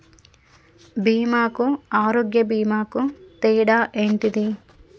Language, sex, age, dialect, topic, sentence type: Telugu, female, 36-40, Telangana, banking, question